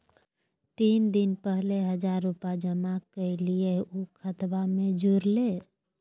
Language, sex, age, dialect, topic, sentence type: Magahi, female, 31-35, Southern, banking, question